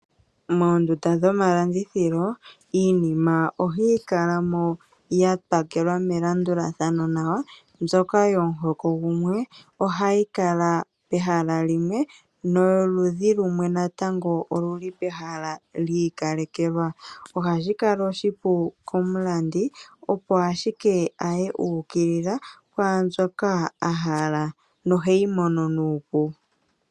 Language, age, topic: Oshiwambo, 25-35, finance